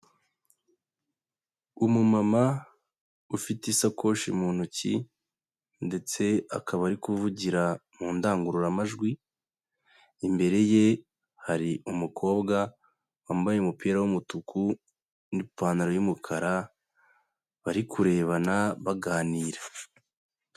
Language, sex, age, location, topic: Kinyarwanda, male, 25-35, Huye, health